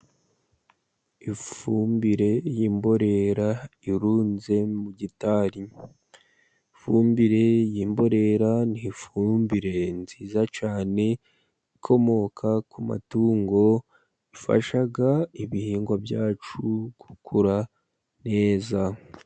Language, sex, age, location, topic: Kinyarwanda, male, 50+, Musanze, agriculture